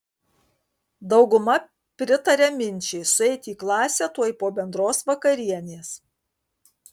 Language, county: Lithuanian, Kaunas